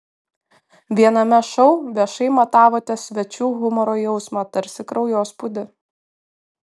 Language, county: Lithuanian, Kaunas